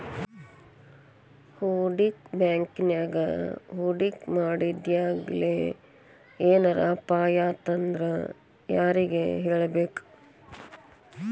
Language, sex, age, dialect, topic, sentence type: Kannada, male, 18-24, Dharwad Kannada, banking, statement